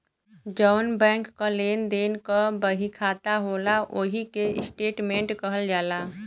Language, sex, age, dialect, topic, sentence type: Bhojpuri, female, 18-24, Western, banking, statement